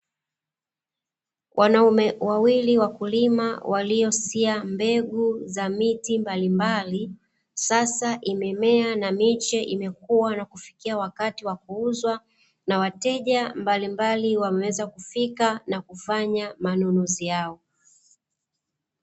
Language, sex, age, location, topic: Swahili, female, 36-49, Dar es Salaam, agriculture